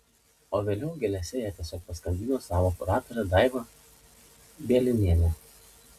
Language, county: Lithuanian, Panevėžys